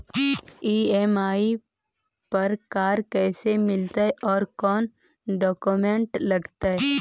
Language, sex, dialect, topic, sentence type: Magahi, female, Central/Standard, banking, question